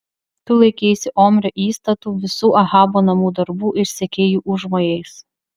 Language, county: Lithuanian, Vilnius